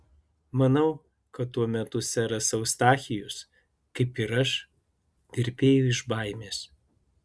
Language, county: Lithuanian, Klaipėda